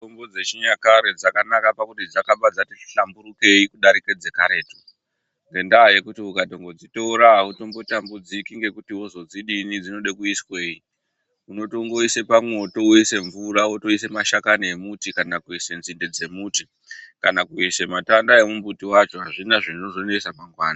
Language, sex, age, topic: Ndau, female, 36-49, health